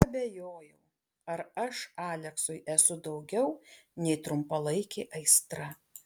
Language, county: Lithuanian, Alytus